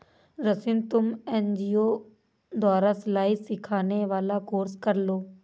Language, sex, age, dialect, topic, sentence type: Hindi, female, 18-24, Awadhi Bundeli, banking, statement